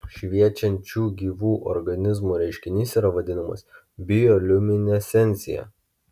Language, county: Lithuanian, Kaunas